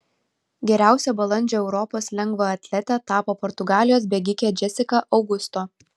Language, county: Lithuanian, Vilnius